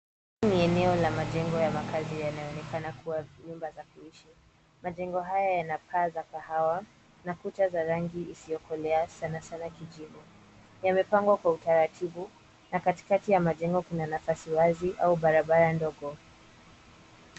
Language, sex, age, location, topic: Swahili, female, 18-24, Nairobi, finance